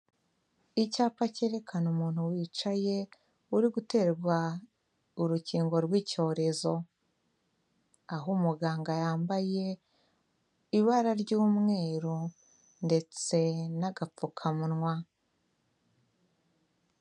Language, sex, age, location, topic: Kinyarwanda, female, 25-35, Kigali, health